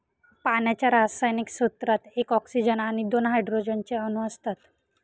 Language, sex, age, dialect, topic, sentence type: Marathi, female, 18-24, Northern Konkan, agriculture, statement